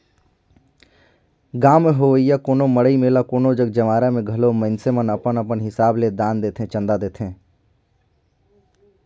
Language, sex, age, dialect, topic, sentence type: Chhattisgarhi, male, 18-24, Northern/Bhandar, banking, statement